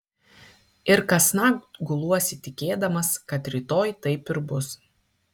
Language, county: Lithuanian, Kaunas